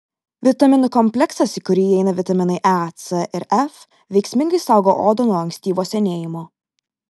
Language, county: Lithuanian, Vilnius